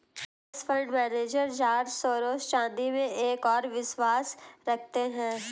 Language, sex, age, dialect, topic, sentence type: Hindi, female, 18-24, Hindustani Malvi Khadi Boli, banking, statement